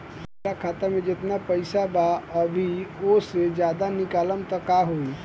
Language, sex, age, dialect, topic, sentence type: Bhojpuri, male, 18-24, Southern / Standard, banking, question